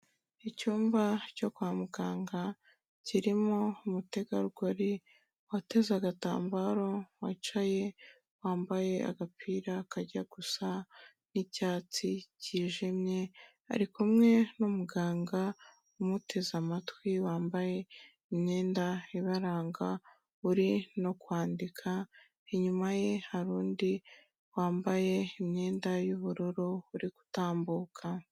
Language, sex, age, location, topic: Kinyarwanda, female, 25-35, Kigali, health